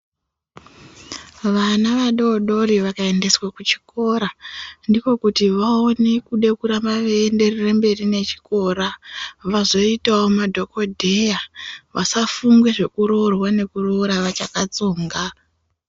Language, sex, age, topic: Ndau, female, 18-24, education